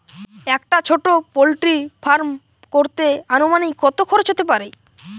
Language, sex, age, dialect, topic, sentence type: Bengali, male, <18, Jharkhandi, agriculture, question